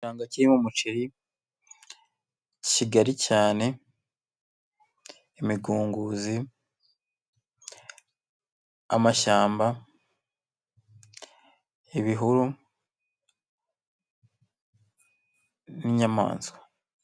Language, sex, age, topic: Kinyarwanda, male, 25-35, finance